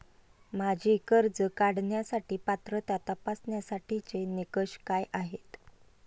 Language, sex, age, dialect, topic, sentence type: Marathi, female, 31-35, Standard Marathi, banking, question